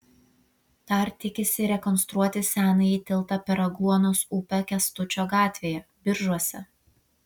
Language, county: Lithuanian, Vilnius